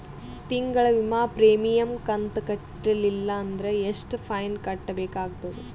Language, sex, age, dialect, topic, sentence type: Kannada, female, 18-24, Northeastern, banking, question